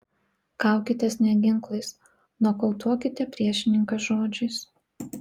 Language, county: Lithuanian, Vilnius